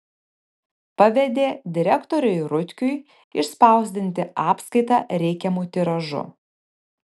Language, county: Lithuanian, Panevėžys